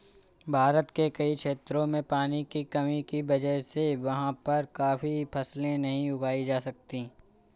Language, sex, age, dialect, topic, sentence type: Hindi, male, 25-30, Awadhi Bundeli, agriculture, statement